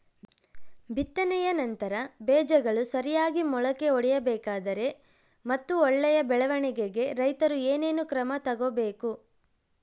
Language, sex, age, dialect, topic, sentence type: Kannada, female, 18-24, Central, agriculture, question